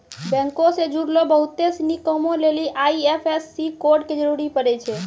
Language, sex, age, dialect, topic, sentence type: Maithili, female, 18-24, Angika, banking, statement